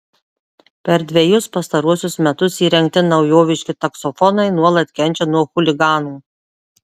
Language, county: Lithuanian, Marijampolė